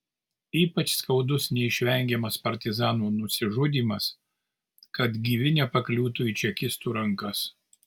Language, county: Lithuanian, Kaunas